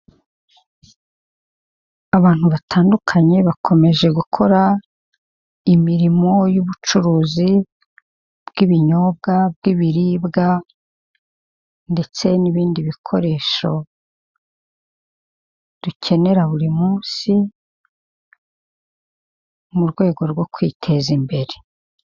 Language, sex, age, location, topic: Kinyarwanda, female, 50+, Kigali, finance